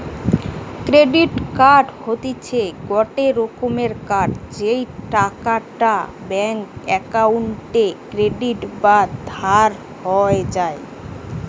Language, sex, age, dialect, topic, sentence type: Bengali, female, 18-24, Western, banking, statement